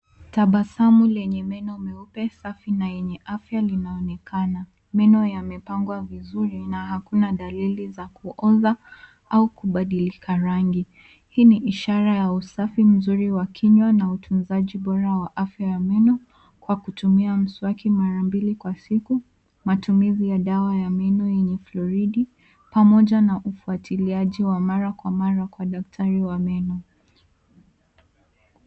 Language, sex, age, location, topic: Swahili, female, 18-24, Nairobi, health